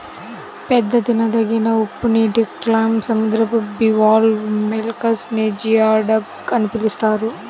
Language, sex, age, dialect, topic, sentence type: Telugu, female, 25-30, Central/Coastal, agriculture, statement